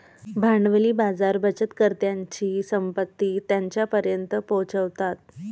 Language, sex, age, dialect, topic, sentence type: Marathi, male, 31-35, Varhadi, banking, statement